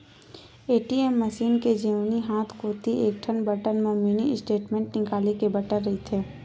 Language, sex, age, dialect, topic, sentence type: Chhattisgarhi, female, 18-24, Western/Budati/Khatahi, banking, statement